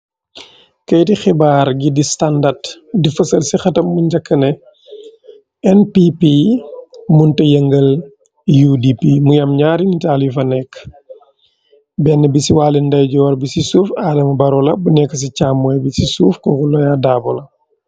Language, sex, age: Wolof, male, 36-49